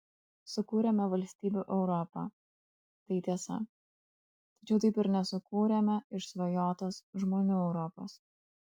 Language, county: Lithuanian, Kaunas